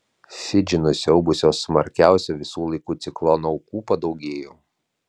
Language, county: Lithuanian, Vilnius